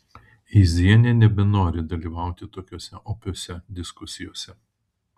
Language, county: Lithuanian, Kaunas